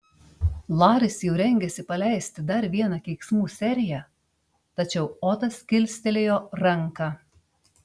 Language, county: Lithuanian, Panevėžys